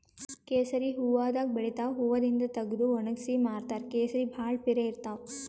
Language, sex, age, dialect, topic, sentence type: Kannada, female, 18-24, Northeastern, agriculture, statement